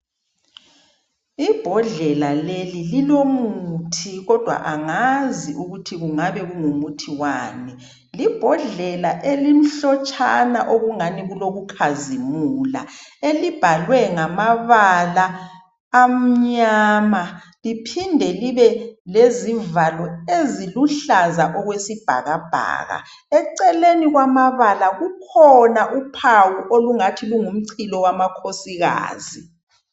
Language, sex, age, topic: North Ndebele, male, 36-49, health